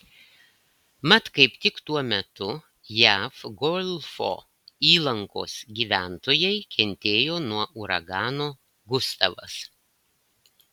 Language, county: Lithuanian, Klaipėda